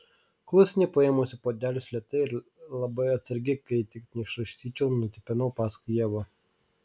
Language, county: Lithuanian, Kaunas